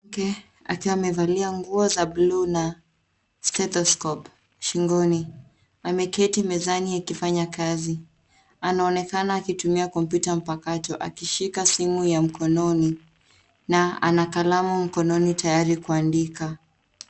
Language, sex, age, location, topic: Swahili, female, 18-24, Nairobi, education